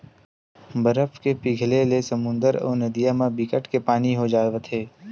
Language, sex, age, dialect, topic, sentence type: Chhattisgarhi, male, 18-24, Western/Budati/Khatahi, agriculture, statement